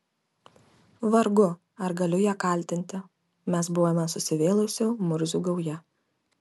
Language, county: Lithuanian, Kaunas